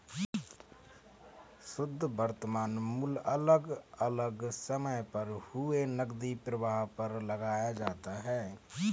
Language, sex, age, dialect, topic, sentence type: Hindi, male, 31-35, Kanauji Braj Bhasha, banking, statement